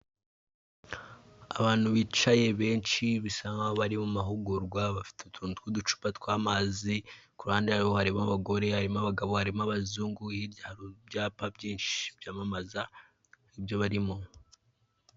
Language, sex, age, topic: Kinyarwanda, male, 18-24, government